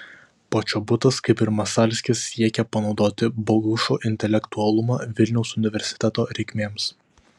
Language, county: Lithuanian, Vilnius